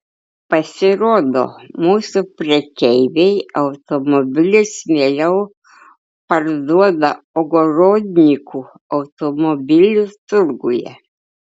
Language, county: Lithuanian, Klaipėda